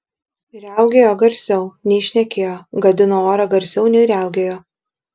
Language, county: Lithuanian, Šiauliai